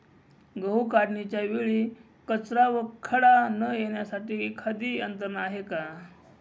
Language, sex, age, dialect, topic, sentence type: Marathi, male, 25-30, Northern Konkan, agriculture, question